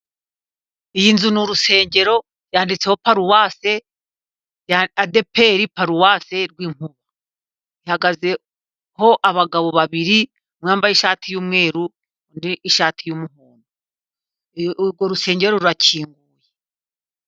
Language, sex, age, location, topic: Kinyarwanda, female, 18-24, Gakenke, government